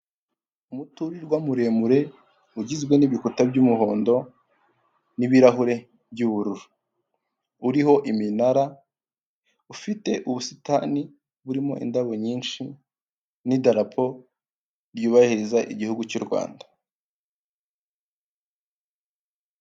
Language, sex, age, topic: Kinyarwanda, male, 18-24, finance